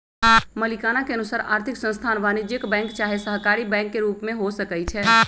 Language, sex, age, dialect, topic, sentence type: Magahi, male, 18-24, Western, banking, statement